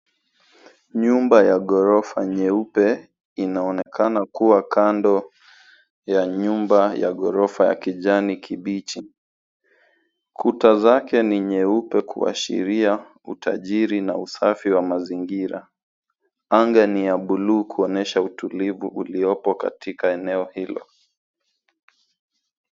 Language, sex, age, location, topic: Swahili, male, 18-24, Nairobi, finance